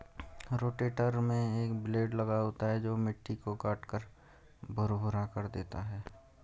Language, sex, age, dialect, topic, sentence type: Hindi, male, 51-55, Garhwali, agriculture, statement